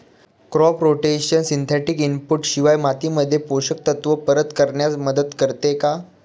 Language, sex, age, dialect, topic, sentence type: Marathi, male, 25-30, Standard Marathi, agriculture, question